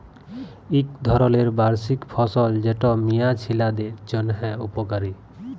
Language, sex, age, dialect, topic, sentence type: Bengali, male, 25-30, Jharkhandi, agriculture, statement